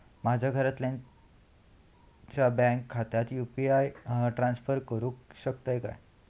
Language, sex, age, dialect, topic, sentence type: Marathi, male, 18-24, Southern Konkan, banking, question